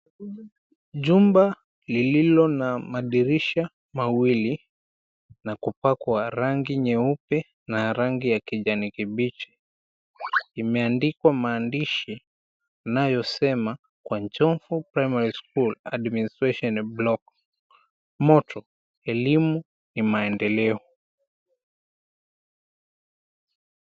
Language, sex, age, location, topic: Swahili, male, 25-35, Mombasa, education